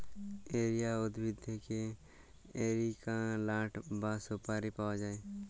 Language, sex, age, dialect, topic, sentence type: Bengali, male, 41-45, Jharkhandi, agriculture, statement